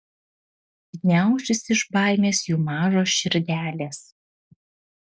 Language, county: Lithuanian, Panevėžys